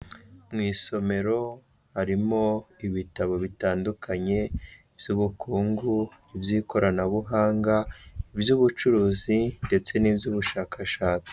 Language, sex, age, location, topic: Kinyarwanda, female, 25-35, Huye, education